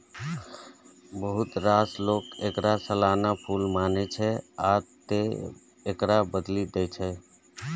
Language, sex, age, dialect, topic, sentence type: Maithili, male, 36-40, Eastern / Thethi, agriculture, statement